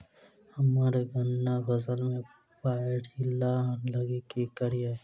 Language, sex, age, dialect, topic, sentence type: Maithili, male, 18-24, Southern/Standard, agriculture, question